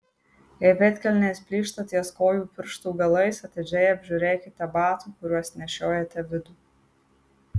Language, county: Lithuanian, Marijampolė